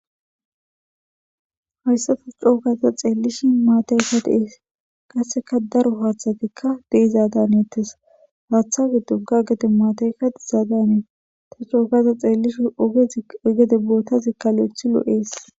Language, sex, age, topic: Gamo, female, 18-24, government